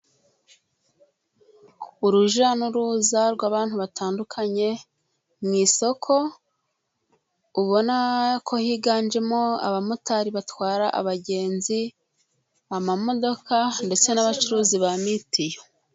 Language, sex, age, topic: Kinyarwanda, female, 25-35, finance